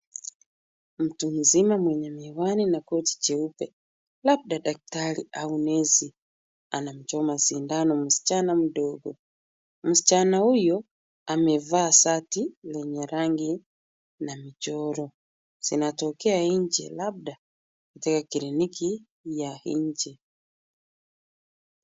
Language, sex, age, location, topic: Swahili, female, 36-49, Kisumu, health